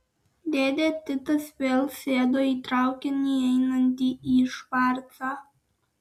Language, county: Lithuanian, Alytus